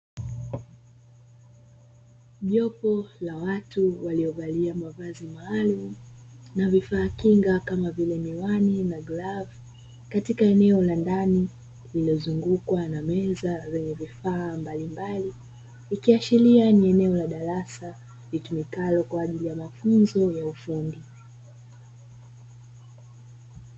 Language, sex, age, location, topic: Swahili, female, 25-35, Dar es Salaam, education